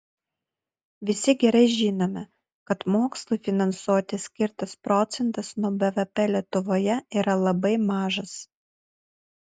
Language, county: Lithuanian, Utena